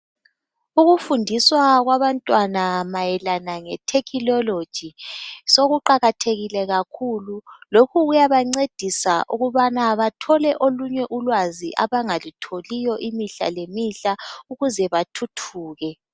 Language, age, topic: North Ndebele, 25-35, education